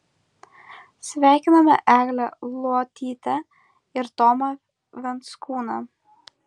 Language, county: Lithuanian, Kaunas